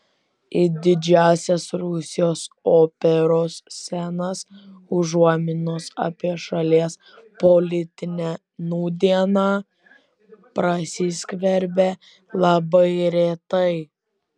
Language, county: Lithuanian, Vilnius